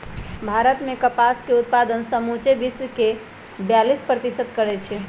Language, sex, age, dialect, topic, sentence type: Magahi, male, 18-24, Western, agriculture, statement